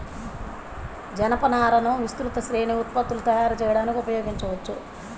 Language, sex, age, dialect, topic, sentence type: Telugu, male, 51-55, Central/Coastal, agriculture, statement